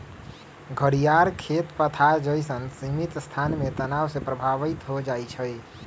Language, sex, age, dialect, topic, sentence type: Magahi, male, 31-35, Western, agriculture, statement